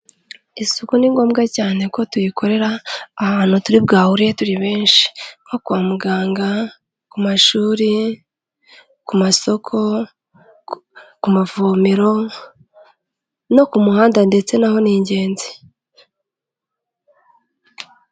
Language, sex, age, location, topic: Kinyarwanda, female, 25-35, Kigali, health